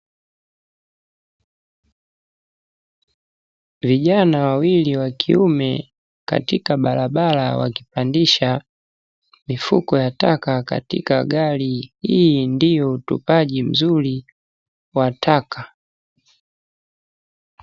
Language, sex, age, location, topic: Swahili, male, 18-24, Dar es Salaam, government